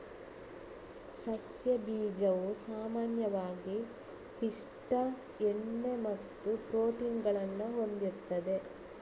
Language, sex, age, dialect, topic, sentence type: Kannada, female, 36-40, Coastal/Dakshin, agriculture, statement